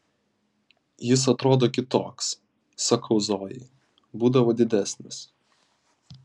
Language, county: Lithuanian, Vilnius